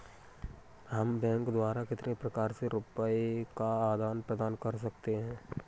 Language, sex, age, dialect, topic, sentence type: Hindi, male, 18-24, Kanauji Braj Bhasha, banking, question